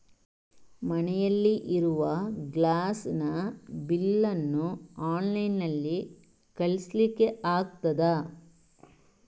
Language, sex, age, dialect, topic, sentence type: Kannada, male, 56-60, Coastal/Dakshin, banking, question